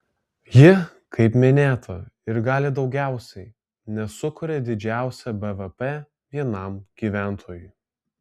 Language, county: Lithuanian, Alytus